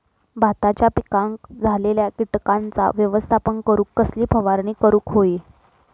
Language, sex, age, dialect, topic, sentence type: Marathi, female, 25-30, Southern Konkan, agriculture, question